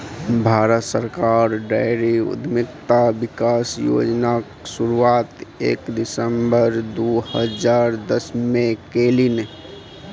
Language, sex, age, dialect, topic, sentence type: Maithili, male, 25-30, Bajjika, agriculture, statement